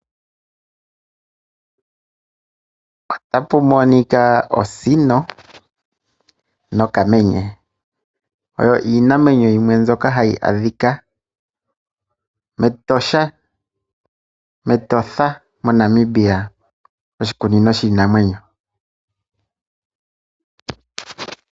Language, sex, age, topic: Oshiwambo, male, 25-35, agriculture